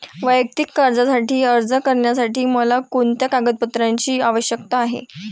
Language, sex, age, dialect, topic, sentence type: Marathi, female, 18-24, Varhadi, banking, statement